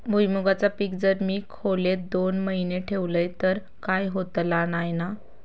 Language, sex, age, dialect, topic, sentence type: Marathi, female, 25-30, Southern Konkan, agriculture, question